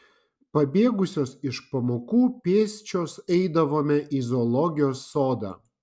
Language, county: Lithuanian, Vilnius